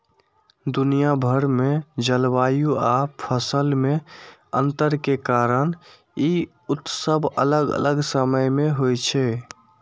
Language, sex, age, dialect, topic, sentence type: Maithili, male, 51-55, Eastern / Thethi, agriculture, statement